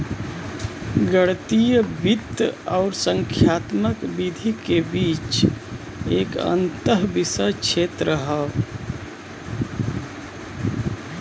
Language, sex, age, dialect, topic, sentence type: Bhojpuri, male, 41-45, Western, banking, statement